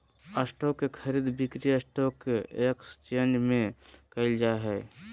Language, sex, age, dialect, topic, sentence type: Magahi, male, 18-24, Southern, banking, statement